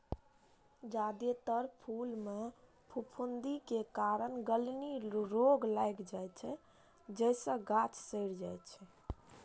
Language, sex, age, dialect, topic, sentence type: Maithili, male, 31-35, Eastern / Thethi, agriculture, statement